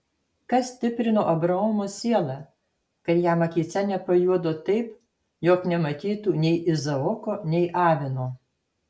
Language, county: Lithuanian, Alytus